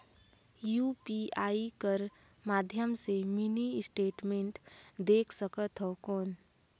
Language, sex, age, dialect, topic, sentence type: Chhattisgarhi, female, 18-24, Northern/Bhandar, banking, question